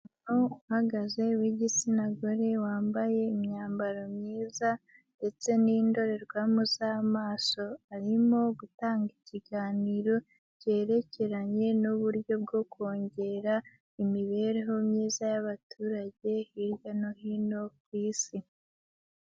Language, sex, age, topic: Kinyarwanda, female, 18-24, health